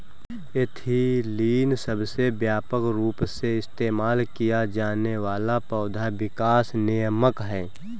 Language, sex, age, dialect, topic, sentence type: Hindi, male, 18-24, Awadhi Bundeli, agriculture, statement